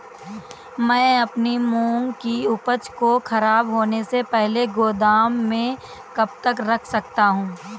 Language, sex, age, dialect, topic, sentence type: Hindi, female, 18-24, Awadhi Bundeli, agriculture, question